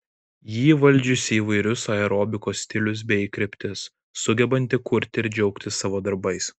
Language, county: Lithuanian, Vilnius